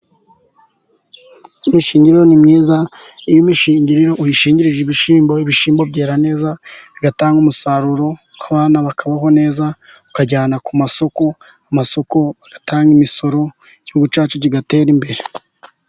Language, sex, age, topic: Kinyarwanda, male, 36-49, agriculture